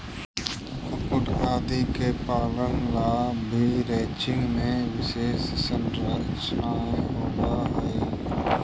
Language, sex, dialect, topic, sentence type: Magahi, male, Central/Standard, agriculture, statement